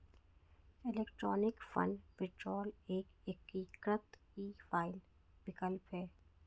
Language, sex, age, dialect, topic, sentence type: Hindi, female, 56-60, Marwari Dhudhari, banking, statement